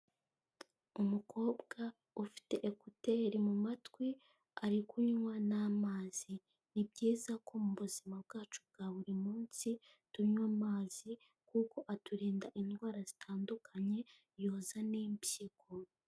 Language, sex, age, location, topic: Kinyarwanda, female, 18-24, Kigali, health